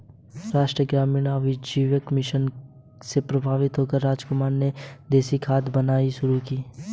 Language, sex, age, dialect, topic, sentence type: Hindi, male, 18-24, Hindustani Malvi Khadi Boli, banking, statement